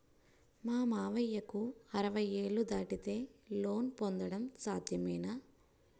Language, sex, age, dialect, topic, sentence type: Telugu, female, 25-30, Utterandhra, banking, statement